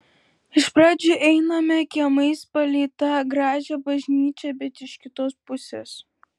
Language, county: Lithuanian, Šiauliai